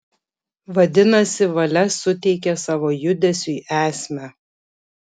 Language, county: Lithuanian, Kaunas